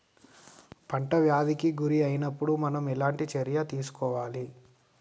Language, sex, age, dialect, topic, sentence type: Telugu, male, 18-24, Telangana, agriculture, question